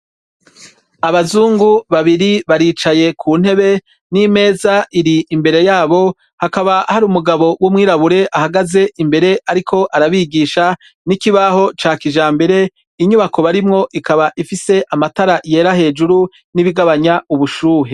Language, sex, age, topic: Rundi, male, 36-49, education